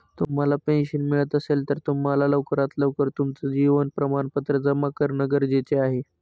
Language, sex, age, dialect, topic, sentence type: Marathi, male, 18-24, Northern Konkan, banking, statement